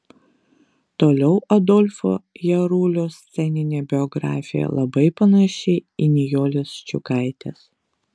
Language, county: Lithuanian, Vilnius